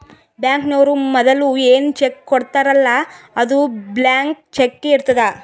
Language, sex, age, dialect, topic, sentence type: Kannada, female, 18-24, Northeastern, banking, statement